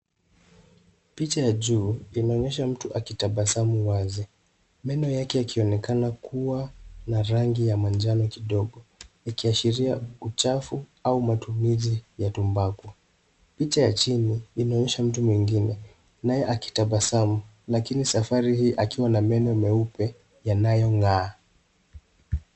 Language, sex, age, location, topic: Swahili, male, 18-24, Nairobi, health